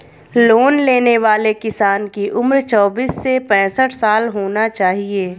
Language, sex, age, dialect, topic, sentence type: Hindi, female, 25-30, Hindustani Malvi Khadi Boli, agriculture, statement